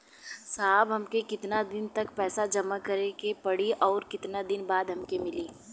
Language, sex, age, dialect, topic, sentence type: Bhojpuri, female, 18-24, Western, banking, question